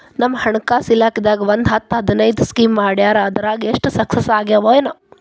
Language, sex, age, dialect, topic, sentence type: Kannada, female, 31-35, Dharwad Kannada, banking, statement